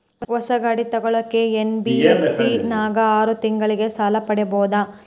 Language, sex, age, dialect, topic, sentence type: Kannada, female, 18-24, Central, banking, question